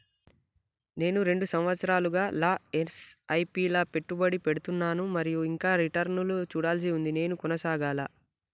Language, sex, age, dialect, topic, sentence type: Telugu, male, 18-24, Telangana, banking, question